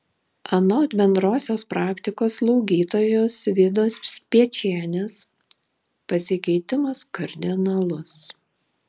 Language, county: Lithuanian, Šiauliai